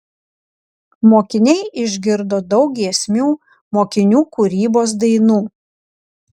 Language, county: Lithuanian, Kaunas